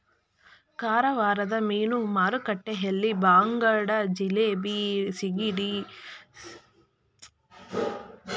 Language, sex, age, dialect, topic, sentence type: Kannada, female, 36-40, Mysore Kannada, agriculture, statement